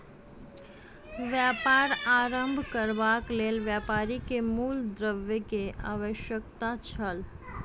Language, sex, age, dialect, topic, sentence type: Maithili, female, 25-30, Southern/Standard, banking, statement